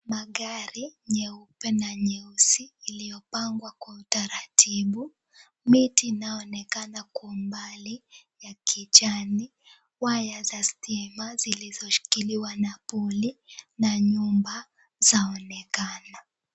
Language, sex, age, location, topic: Swahili, female, 18-24, Kisumu, finance